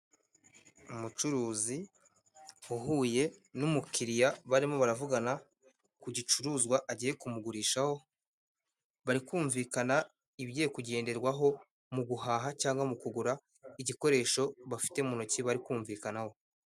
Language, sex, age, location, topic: Kinyarwanda, male, 18-24, Kigali, finance